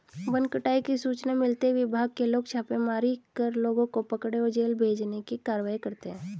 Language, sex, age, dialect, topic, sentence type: Hindi, female, 36-40, Hindustani Malvi Khadi Boli, agriculture, statement